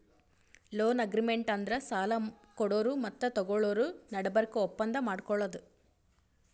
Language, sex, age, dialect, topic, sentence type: Kannada, female, 18-24, Northeastern, banking, statement